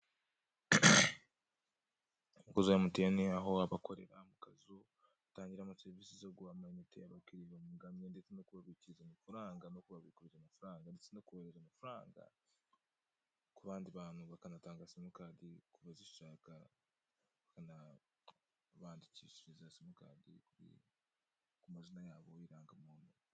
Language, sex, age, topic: Kinyarwanda, male, 18-24, finance